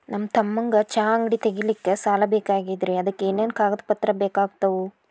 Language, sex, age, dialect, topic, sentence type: Kannada, female, 18-24, Dharwad Kannada, banking, question